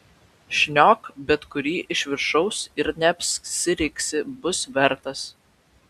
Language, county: Lithuanian, Vilnius